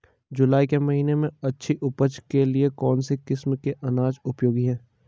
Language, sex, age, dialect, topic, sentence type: Hindi, male, 25-30, Garhwali, agriculture, question